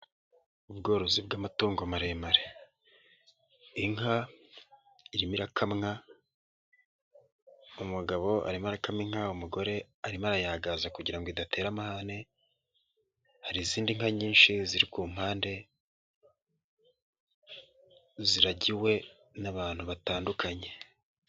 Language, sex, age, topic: Kinyarwanda, male, 18-24, agriculture